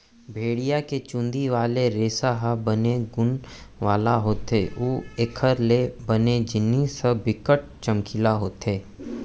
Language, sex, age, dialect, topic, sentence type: Chhattisgarhi, male, 25-30, Central, agriculture, statement